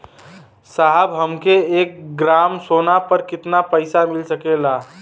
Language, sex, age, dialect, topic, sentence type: Bhojpuri, male, 18-24, Western, banking, question